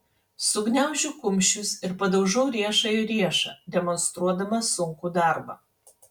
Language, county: Lithuanian, Panevėžys